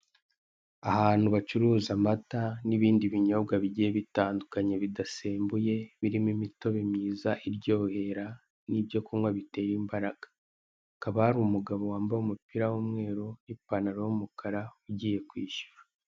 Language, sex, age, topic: Kinyarwanda, male, 18-24, finance